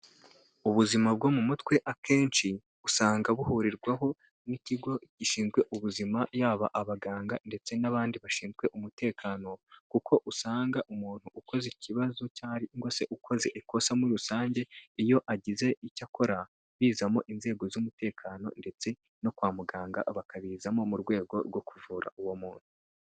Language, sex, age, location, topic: Kinyarwanda, male, 18-24, Kigali, health